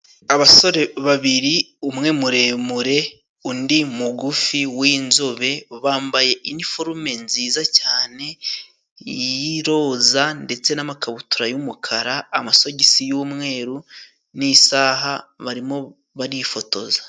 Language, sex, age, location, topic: Kinyarwanda, male, 18-24, Musanze, government